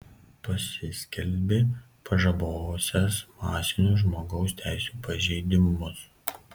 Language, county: Lithuanian, Kaunas